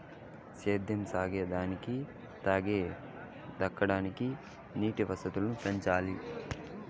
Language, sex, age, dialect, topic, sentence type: Telugu, male, 18-24, Southern, agriculture, statement